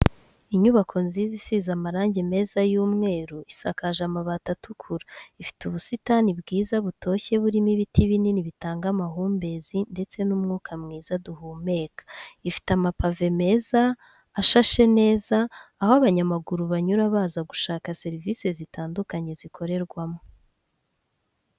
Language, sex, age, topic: Kinyarwanda, female, 25-35, education